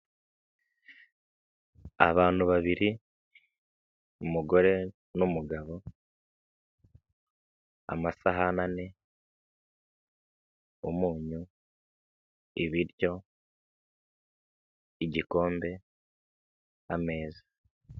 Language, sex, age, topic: Kinyarwanda, male, 25-35, finance